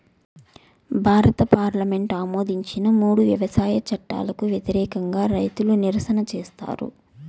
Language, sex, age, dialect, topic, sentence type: Telugu, female, 25-30, Southern, agriculture, statement